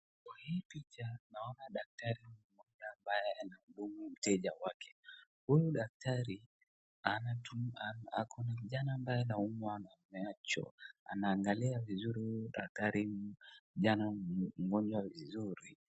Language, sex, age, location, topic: Swahili, male, 36-49, Wajir, health